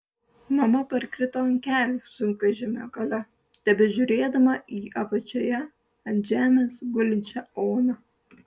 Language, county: Lithuanian, Klaipėda